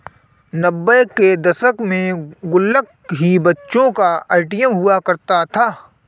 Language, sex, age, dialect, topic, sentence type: Hindi, male, 25-30, Awadhi Bundeli, banking, statement